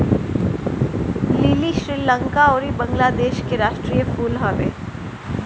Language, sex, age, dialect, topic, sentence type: Bhojpuri, female, 60-100, Northern, agriculture, statement